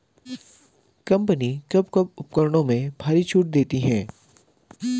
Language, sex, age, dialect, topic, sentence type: Hindi, male, 25-30, Garhwali, agriculture, question